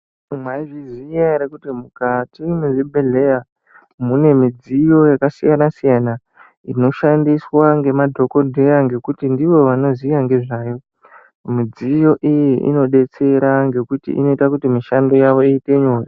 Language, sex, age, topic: Ndau, male, 18-24, health